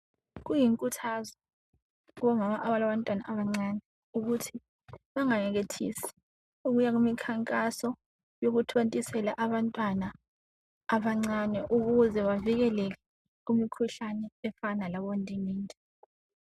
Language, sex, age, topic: North Ndebele, female, 25-35, health